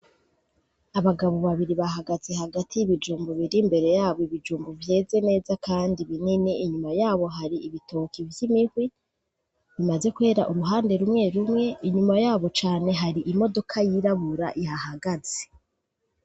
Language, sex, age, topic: Rundi, female, 25-35, agriculture